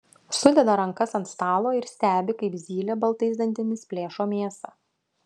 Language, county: Lithuanian, Utena